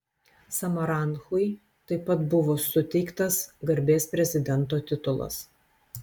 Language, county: Lithuanian, Telšiai